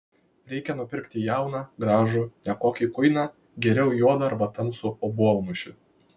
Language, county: Lithuanian, Kaunas